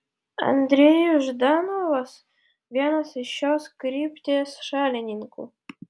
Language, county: Lithuanian, Vilnius